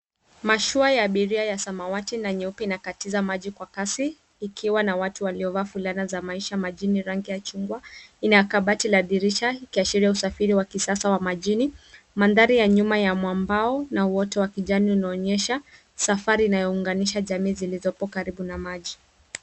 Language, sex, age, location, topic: Swahili, female, 36-49, Nairobi, health